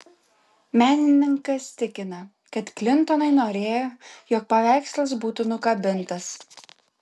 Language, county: Lithuanian, Kaunas